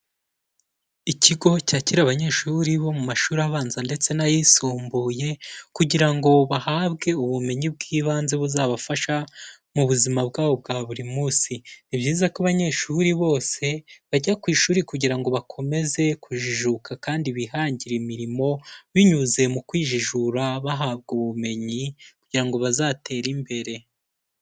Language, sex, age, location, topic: Kinyarwanda, male, 18-24, Kigali, education